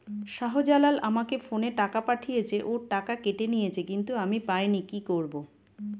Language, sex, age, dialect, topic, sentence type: Bengali, female, 46-50, Standard Colloquial, banking, question